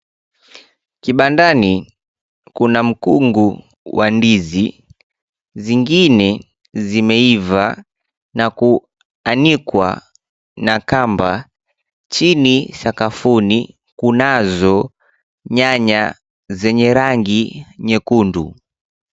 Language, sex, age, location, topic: Swahili, male, 25-35, Mombasa, finance